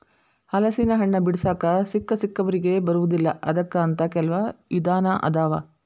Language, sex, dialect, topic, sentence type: Kannada, female, Dharwad Kannada, agriculture, statement